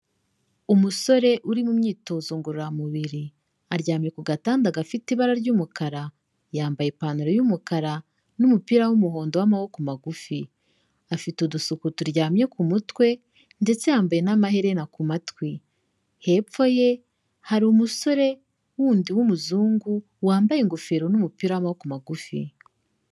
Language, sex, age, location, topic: Kinyarwanda, female, 18-24, Kigali, health